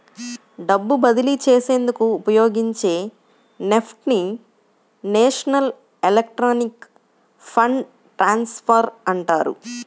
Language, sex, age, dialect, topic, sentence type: Telugu, female, 25-30, Central/Coastal, banking, statement